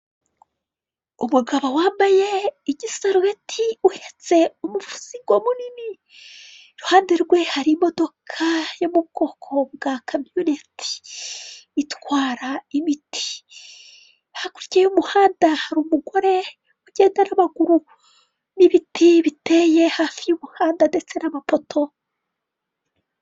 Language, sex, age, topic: Kinyarwanda, female, 36-49, government